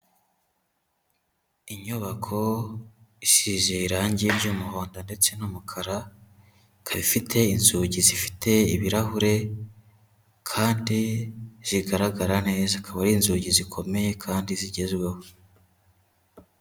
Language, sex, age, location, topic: Kinyarwanda, male, 25-35, Huye, education